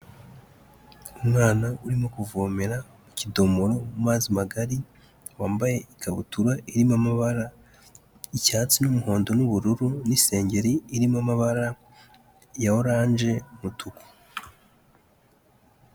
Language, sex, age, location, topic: Kinyarwanda, male, 18-24, Kigali, health